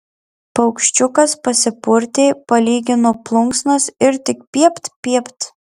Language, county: Lithuanian, Marijampolė